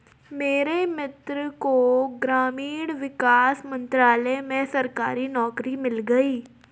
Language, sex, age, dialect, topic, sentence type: Hindi, female, 36-40, Garhwali, agriculture, statement